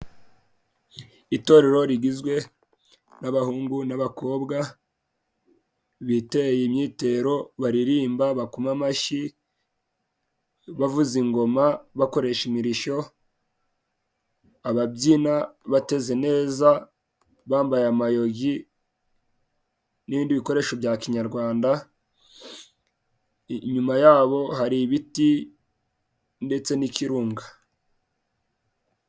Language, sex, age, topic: Kinyarwanda, male, 18-24, government